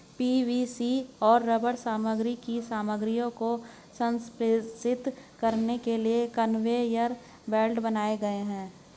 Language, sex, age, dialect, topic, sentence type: Hindi, female, 56-60, Hindustani Malvi Khadi Boli, agriculture, statement